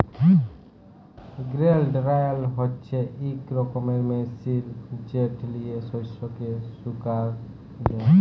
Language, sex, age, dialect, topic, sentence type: Bengali, male, 18-24, Jharkhandi, agriculture, statement